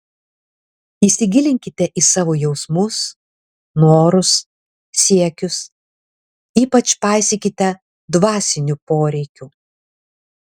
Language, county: Lithuanian, Alytus